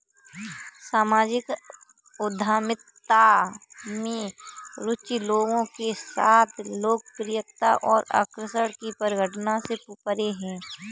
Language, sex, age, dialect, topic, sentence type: Hindi, female, 18-24, Kanauji Braj Bhasha, banking, statement